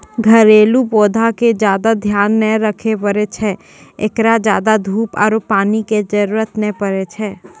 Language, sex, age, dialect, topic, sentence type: Maithili, female, 18-24, Angika, agriculture, statement